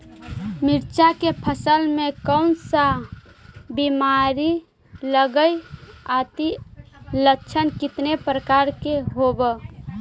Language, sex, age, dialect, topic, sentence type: Magahi, female, 25-30, Central/Standard, agriculture, question